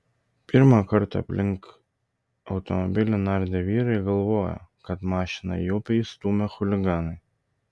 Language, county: Lithuanian, Vilnius